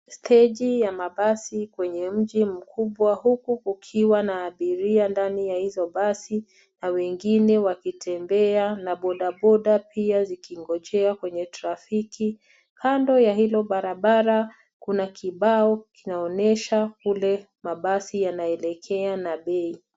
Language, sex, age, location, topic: Swahili, female, 36-49, Nairobi, government